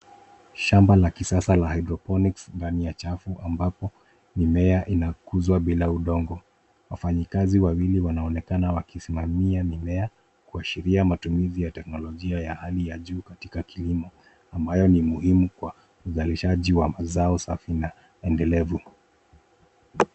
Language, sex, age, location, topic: Swahili, male, 25-35, Nairobi, agriculture